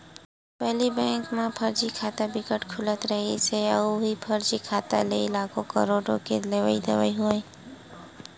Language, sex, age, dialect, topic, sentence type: Chhattisgarhi, female, 18-24, Western/Budati/Khatahi, banking, statement